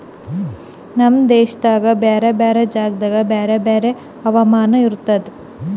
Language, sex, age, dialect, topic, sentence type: Kannada, female, 18-24, Northeastern, agriculture, statement